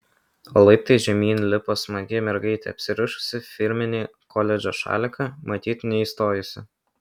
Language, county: Lithuanian, Kaunas